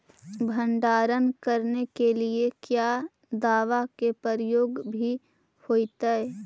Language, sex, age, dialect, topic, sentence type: Magahi, female, 18-24, Central/Standard, agriculture, question